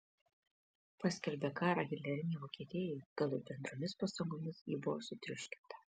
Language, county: Lithuanian, Kaunas